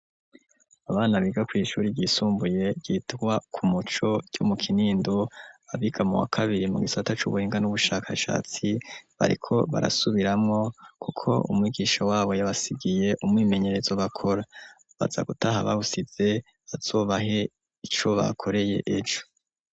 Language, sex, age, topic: Rundi, male, 25-35, education